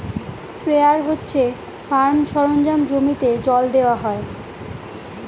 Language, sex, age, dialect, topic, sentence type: Bengali, female, 25-30, Northern/Varendri, agriculture, statement